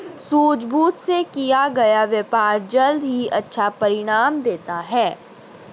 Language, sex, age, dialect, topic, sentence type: Hindi, female, 31-35, Hindustani Malvi Khadi Boli, banking, statement